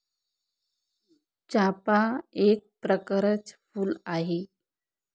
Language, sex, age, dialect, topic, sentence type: Marathi, male, 41-45, Northern Konkan, agriculture, statement